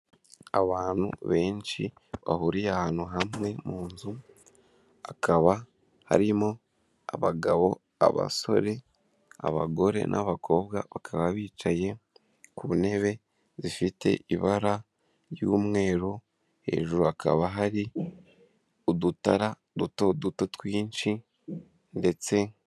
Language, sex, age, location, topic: Kinyarwanda, male, 18-24, Kigali, government